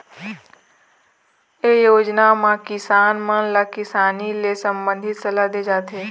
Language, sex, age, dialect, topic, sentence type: Chhattisgarhi, female, 18-24, Eastern, agriculture, statement